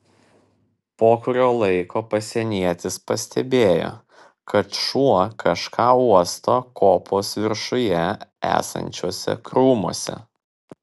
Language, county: Lithuanian, Vilnius